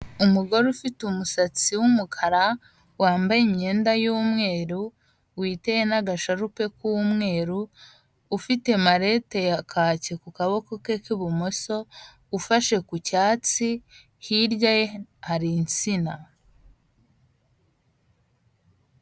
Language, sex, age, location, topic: Kinyarwanda, female, 25-35, Huye, health